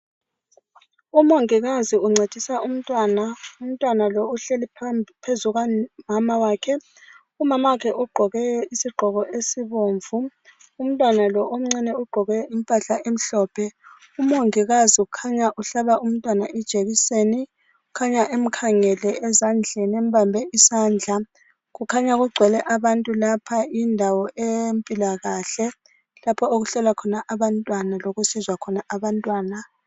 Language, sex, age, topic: North Ndebele, female, 36-49, health